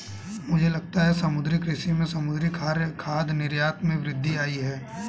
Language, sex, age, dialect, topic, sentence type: Hindi, male, 18-24, Hindustani Malvi Khadi Boli, agriculture, statement